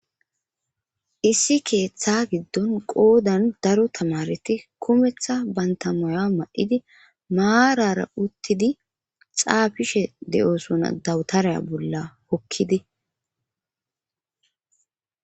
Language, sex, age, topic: Gamo, female, 25-35, government